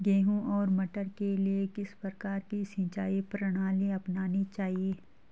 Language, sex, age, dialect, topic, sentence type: Hindi, female, 36-40, Garhwali, agriculture, question